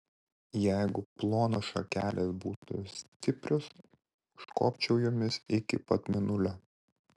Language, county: Lithuanian, Vilnius